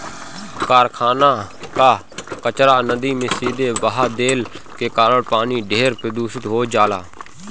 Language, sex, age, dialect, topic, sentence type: Bhojpuri, male, 25-30, Northern, agriculture, statement